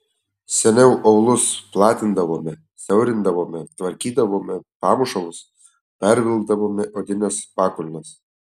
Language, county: Lithuanian, Telšiai